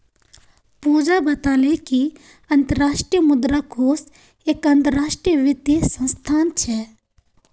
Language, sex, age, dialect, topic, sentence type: Magahi, female, 18-24, Northeastern/Surjapuri, banking, statement